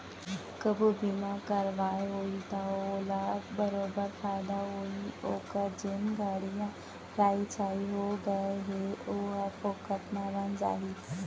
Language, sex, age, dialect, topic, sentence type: Chhattisgarhi, female, 25-30, Central, banking, statement